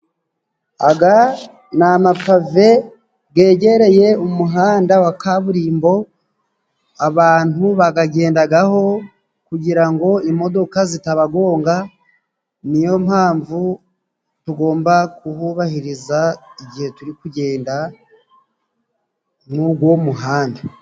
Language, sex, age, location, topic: Kinyarwanda, male, 36-49, Musanze, government